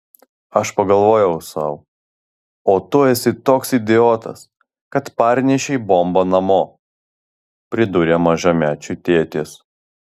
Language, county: Lithuanian, Vilnius